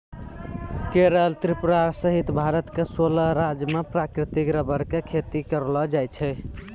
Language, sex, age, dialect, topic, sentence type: Maithili, male, 18-24, Angika, agriculture, statement